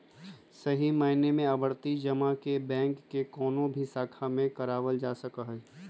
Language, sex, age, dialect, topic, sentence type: Magahi, male, 25-30, Western, banking, statement